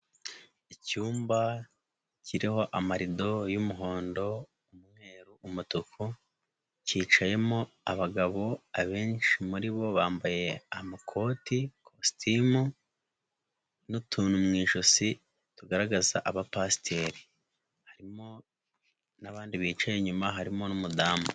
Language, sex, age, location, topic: Kinyarwanda, male, 18-24, Nyagatare, finance